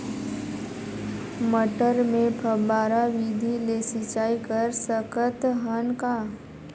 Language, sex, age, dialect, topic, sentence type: Chhattisgarhi, female, 51-55, Northern/Bhandar, agriculture, question